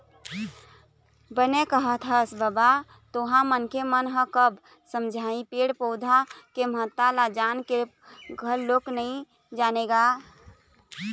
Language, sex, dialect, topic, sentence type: Chhattisgarhi, female, Eastern, agriculture, statement